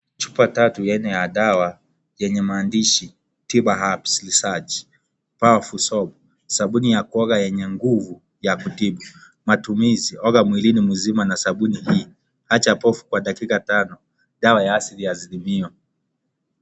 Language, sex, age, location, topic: Swahili, male, 25-35, Kisii, health